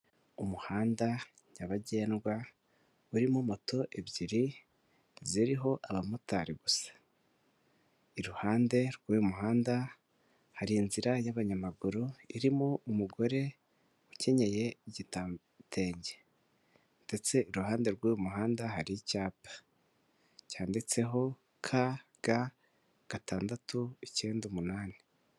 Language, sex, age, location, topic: Kinyarwanda, male, 18-24, Kigali, government